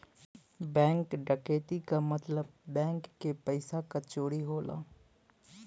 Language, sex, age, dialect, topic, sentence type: Bhojpuri, male, 18-24, Western, banking, statement